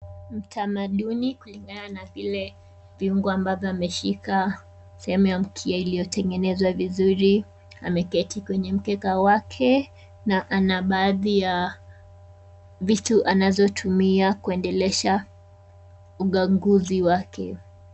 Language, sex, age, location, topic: Swahili, female, 18-24, Kisumu, health